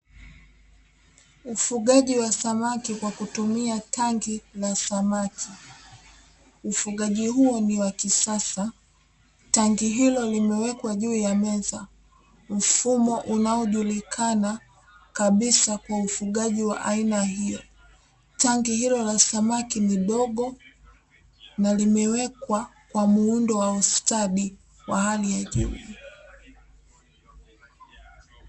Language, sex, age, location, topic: Swahili, female, 18-24, Dar es Salaam, agriculture